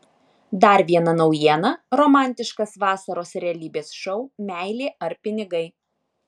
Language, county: Lithuanian, Alytus